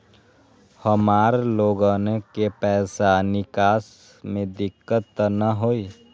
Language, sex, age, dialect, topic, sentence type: Magahi, male, 18-24, Western, banking, question